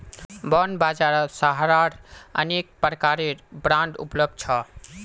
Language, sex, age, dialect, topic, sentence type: Magahi, male, 18-24, Northeastern/Surjapuri, banking, statement